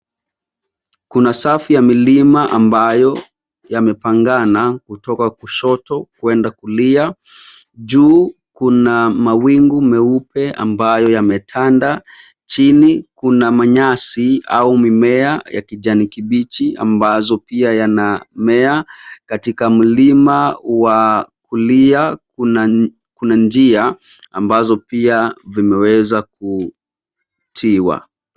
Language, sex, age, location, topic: Swahili, male, 25-35, Nairobi, health